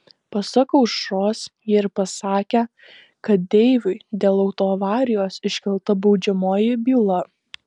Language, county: Lithuanian, Alytus